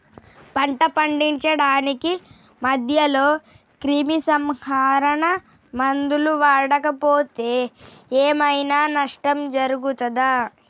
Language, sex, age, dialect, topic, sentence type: Telugu, female, 31-35, Telangana, agriculture, question